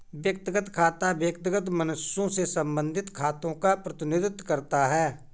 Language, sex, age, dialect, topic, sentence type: Hindi, male, 41-45, Awadhi Bundeli, banking, statement